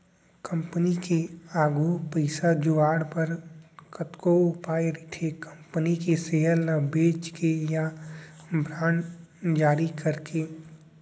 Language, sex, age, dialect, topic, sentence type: Chhattisgarhi, male, 18-24, Central, banking, statement